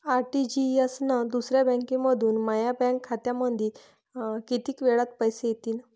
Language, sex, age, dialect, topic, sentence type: Marathi, female, 18-24, Varhadi, banking, question